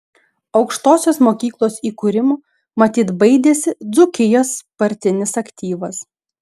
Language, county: Lithuanian, Šiauliai